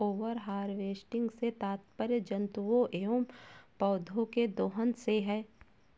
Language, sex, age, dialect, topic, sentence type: Hindi, female, 18-24, Awadhi Bundeli, agriculture, statement